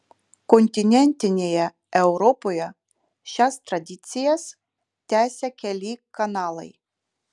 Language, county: Lithuanian, Utena